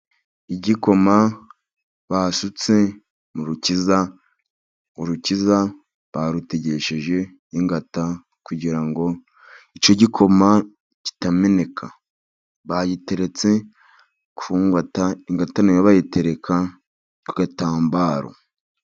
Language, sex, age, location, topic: Kinyarwanda, male, 50+, Musanze, government